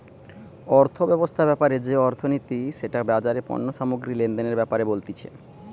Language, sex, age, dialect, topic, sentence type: Bengali, male, 31-35, Western, banking, statement